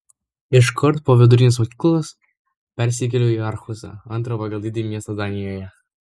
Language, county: Lithuanian, Vilnius